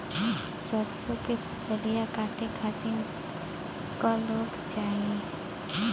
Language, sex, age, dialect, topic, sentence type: Bhojpuri, female, 18-24, Western, agriculture, question